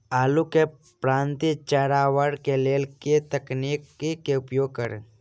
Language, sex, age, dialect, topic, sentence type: Maithili, male, 60-100, Southern/Standard, agriculture, question